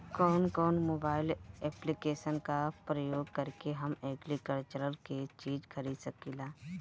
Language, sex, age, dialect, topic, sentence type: Bhojpuri, female, 25-30, Northern, agriculture, question